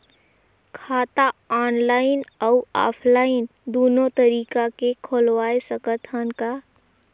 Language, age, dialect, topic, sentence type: Chhattisgarhi, 18-24, Northern/Bhandar, banking, question